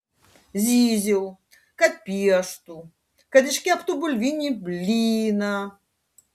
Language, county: Lithuanian, Panevėžys